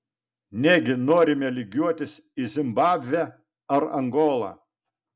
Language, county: Lithuanian, Vilnius